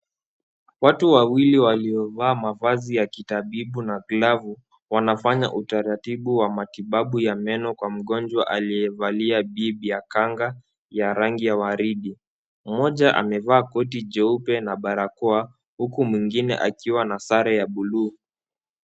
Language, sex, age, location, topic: Swahili, male, 18-24, Kisumu, health